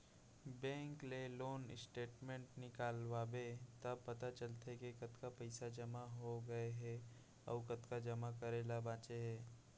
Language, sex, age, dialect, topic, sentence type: Chhattisgarhi, male, 56-60, Central, banking, statement